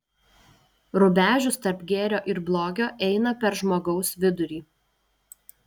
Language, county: Lithuanian, Alytus